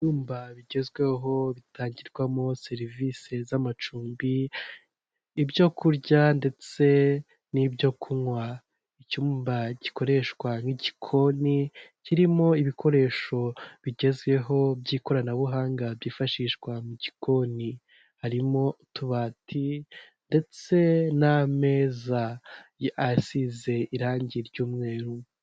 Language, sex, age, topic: Kinyarwanda, female, 18-24, finance